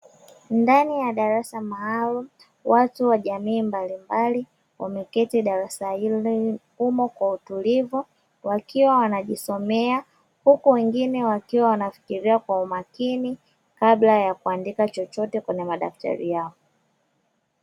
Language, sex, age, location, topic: Swahili, female, 25-35, Dar es Salaam, education